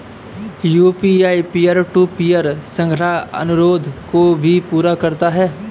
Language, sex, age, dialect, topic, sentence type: Hindi, male, 18-24, Awadhi Bundeli, banking, statement